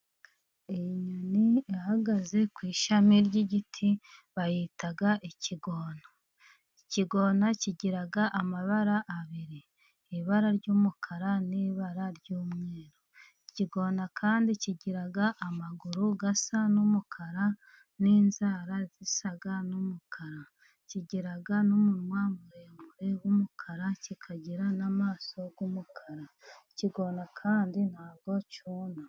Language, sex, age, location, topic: Kinyarwanda, female, 36-49, Musanze, agriculture